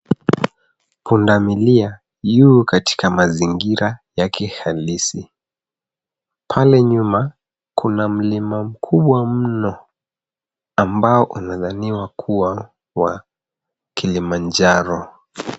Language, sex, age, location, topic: Swahili, male, 25-35, Nairobi, government